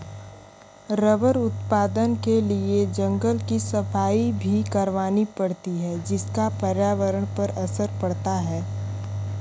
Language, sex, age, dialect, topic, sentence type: Hindi, female, 25-30, Kanauji Braj Bhasha, agriculture, statement